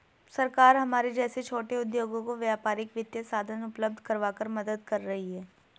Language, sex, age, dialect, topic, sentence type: Hindi, female, 18-24, Marwari Dhudhari, banking, statement